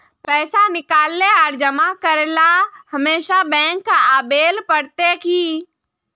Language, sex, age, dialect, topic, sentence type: Magahi, female, 25-30, Northeastern/Surjapuri, banking, question